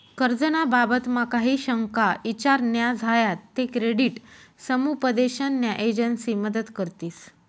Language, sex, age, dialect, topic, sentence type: Marathi, female, 25-30, Northern Konkan, banking, statement